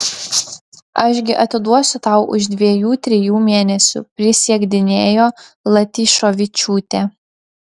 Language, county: Lithuanian, Šiauliai